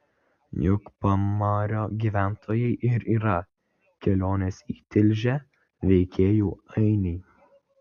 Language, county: Lithuanian, Vilnius